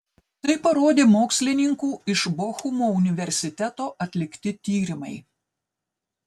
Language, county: Lithuanian, Telšiai